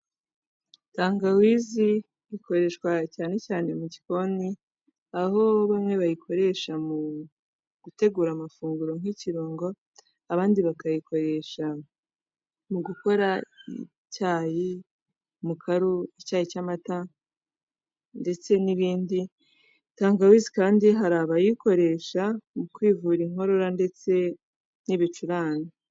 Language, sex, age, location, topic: Kinyarwanda, female, 18-24, Kigali, health